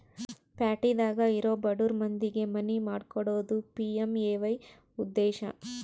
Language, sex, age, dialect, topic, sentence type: Kannada, female, 31-35, Central, banking, statement